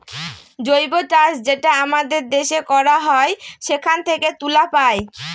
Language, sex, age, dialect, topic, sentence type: Bengali, female, 25-30, Northern/Varendri, agriculture, statement